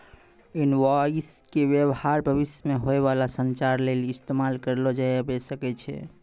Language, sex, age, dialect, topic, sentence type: Maithili, male, 25-30, Angika, banking, statement